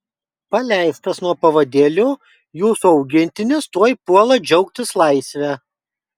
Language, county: Lithuanian, Kaunas